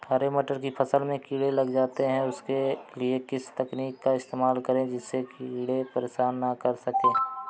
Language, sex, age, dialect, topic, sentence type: Hindi, male, 25-30, Awadhi Bundeli, agriculture, question